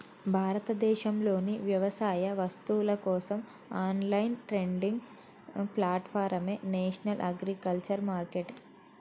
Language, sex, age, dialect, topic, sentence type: Telugu, female, 25-30, Telangana, agriculture, statement